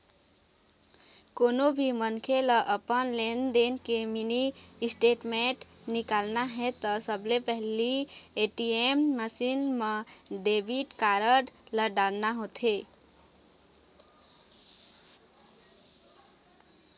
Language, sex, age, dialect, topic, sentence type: Chhattisgarhi, female, 25-30, Eastern, banking, statement